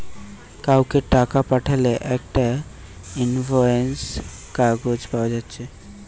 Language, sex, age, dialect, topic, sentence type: Bengali, male, 18-24, Western, banking, statement